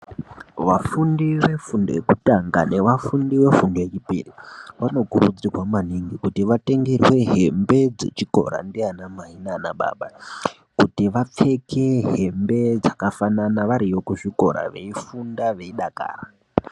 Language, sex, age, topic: Ndau, female, 50+, education